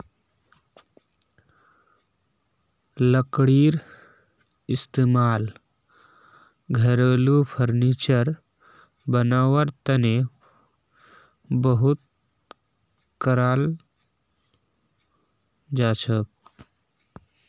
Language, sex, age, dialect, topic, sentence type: Magahi, male, 18-24, Northeastern/Surjapuri, agriculture, statement